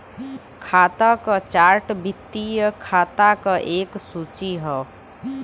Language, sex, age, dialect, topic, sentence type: Bhojpuri, female, <18, Western, banking, statement